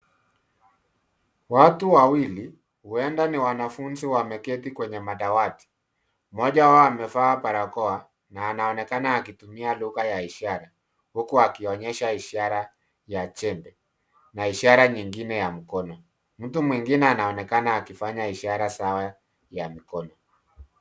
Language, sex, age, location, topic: Swahili, male, 36-49, Nairobi, education